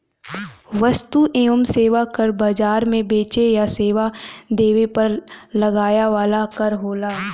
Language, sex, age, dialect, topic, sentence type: Bhojpuri, female, 18-24, Western, banking, statement